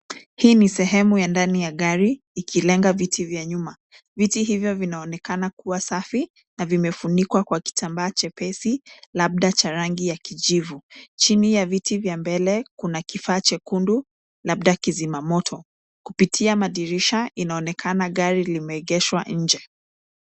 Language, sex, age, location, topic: Swahili, female, 25-35, Nairobi, finance